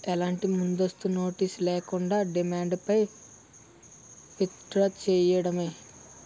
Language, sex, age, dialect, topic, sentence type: Telugu, male, 60-100, Utterandhra, banking, statement